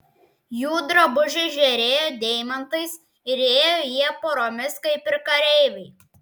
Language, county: Lithuanian, Klaipėda